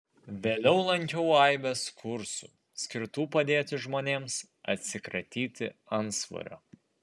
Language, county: Lithuanian, Vilnius